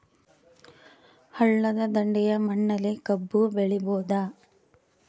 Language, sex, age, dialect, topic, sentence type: Kannada, female, 25-30, Northeastern, agriculture, question